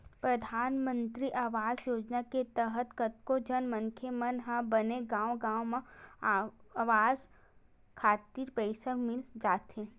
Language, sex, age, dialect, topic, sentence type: Chhattisgarhi, female, 60-100, Western/Budati/Khatahi, banking, statement